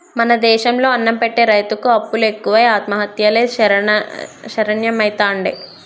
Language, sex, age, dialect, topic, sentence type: Telugu, male, 25-30, Telangana, agriculture, statement